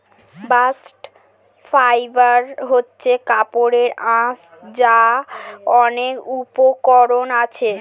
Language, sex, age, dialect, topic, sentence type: Bengali, female, <18, Standard Colloquial, agriculture, statement